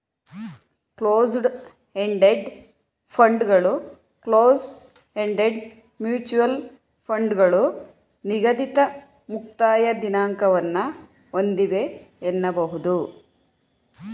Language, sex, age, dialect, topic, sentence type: Kannada, female, 41-45, Mysore Kannada, banking, statement